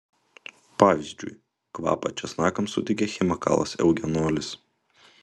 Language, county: Lithuanian, Utena